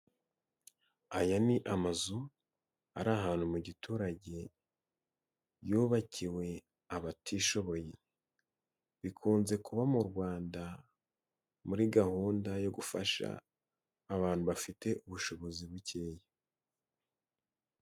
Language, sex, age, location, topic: Kinyarwanda, male, 18-24, Nyagatare, government